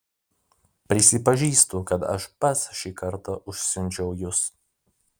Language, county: Lithuanian, Vilnius